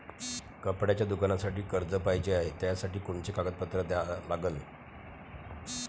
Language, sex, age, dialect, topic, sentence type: Marathi, male, 36-40, Varhadi, banking, question